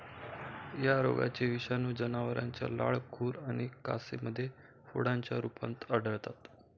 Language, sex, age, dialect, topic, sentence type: Marathi, male, 25-30, Standard Marathi, agriculture, statement